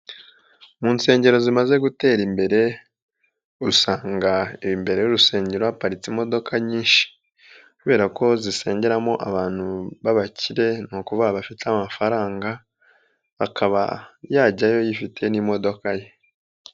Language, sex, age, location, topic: Kinyarwanda, female, 18-24, Nyagatare, finance